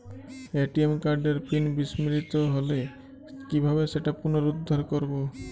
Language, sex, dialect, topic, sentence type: Bengali, male, Jharkhandi, banking, question